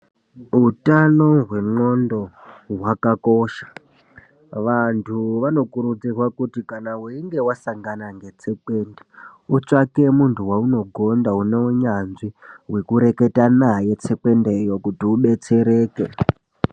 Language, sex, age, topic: Ndau, male, 18-24, health